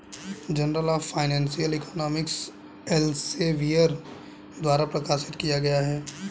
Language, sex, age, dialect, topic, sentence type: Hindi, male, 18-24, Hindustani Malvi Khadi Boli, banking, statement